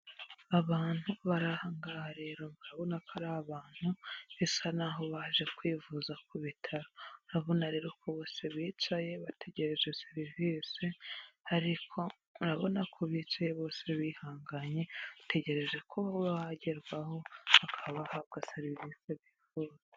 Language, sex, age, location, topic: Kinyarwanda, female, 25-35, Huye, health